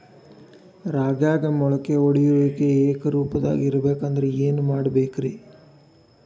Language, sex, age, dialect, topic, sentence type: Kannada, male, 18-24, Dharwad Kannada, agriculture, question